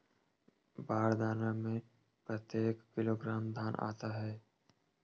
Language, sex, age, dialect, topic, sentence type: Chhattisgarhi, male, 18-24, Western/Budati/Khatahi, agriculture, question